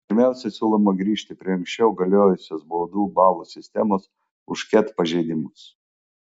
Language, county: Lithuanian, Klaipėda